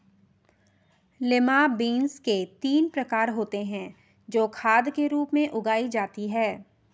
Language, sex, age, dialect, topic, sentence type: Hindi, female, 31-35, Marwari Dhudhari, agriculture, statement